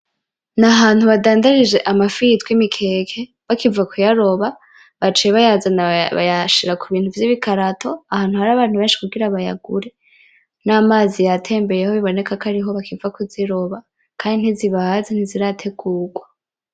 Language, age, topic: Rundi, 18-24, agriculture